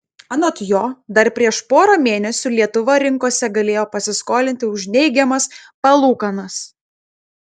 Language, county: Lithuanian, Klaipėda